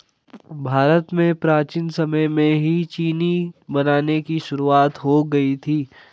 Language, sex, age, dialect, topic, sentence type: Hindi, male, 18-24, Hindustani Malvi Khadi Boli, agriculture, statement